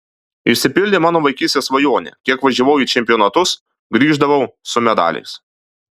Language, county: Lithuanian, Alytus